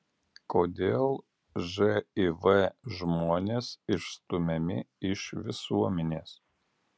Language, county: Lithuanian, Alytus